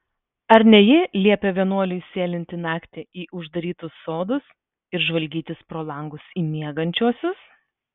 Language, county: Lithuanian, Vilnius